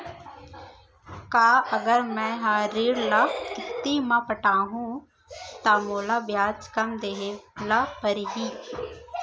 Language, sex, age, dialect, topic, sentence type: Chhattisgarhi, female, 25-30, Central, banking, question